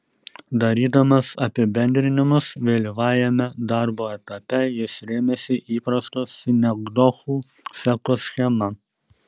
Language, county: Lithuanian, Šiauliai